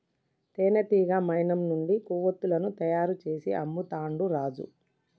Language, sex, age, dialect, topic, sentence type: Telugu, female, 18-24, Telangana, agriculture, statement